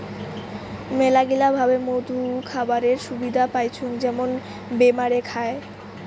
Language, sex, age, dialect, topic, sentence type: Bengali, female, <18, Rajbangshi, agriculture, statement